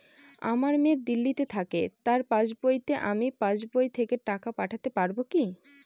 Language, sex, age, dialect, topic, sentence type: Bengali, female, 25-30, Northern/Varendri, banking, question